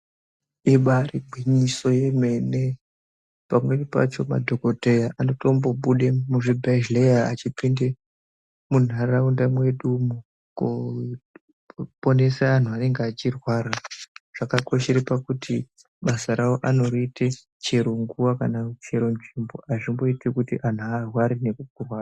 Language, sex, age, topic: Ndau, male, 18-24, health